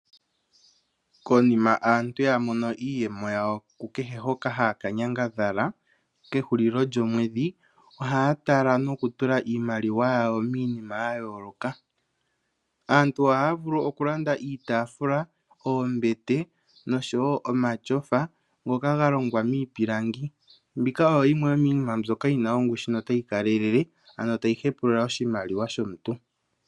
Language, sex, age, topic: Oshiwambo, male, 18-24, finance